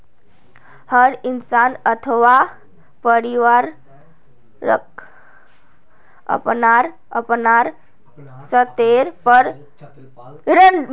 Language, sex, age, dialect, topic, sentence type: Magahi, female, 18-24, Northeastern/Surjapuri, banking, statement